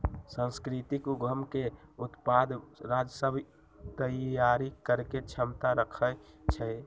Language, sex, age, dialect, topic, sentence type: Magahi, male, 18-24, Western, banking, statement